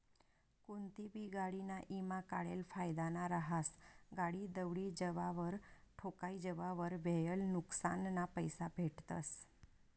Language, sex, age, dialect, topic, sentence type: Marathi, female, 41-45, Northern Konkan, banking, statement